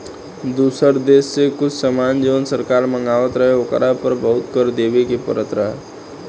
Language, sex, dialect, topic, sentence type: Bhojpuri, male, Southern / Standard, banking, statement